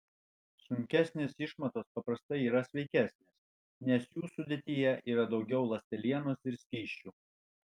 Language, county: Lithuanian, Alytus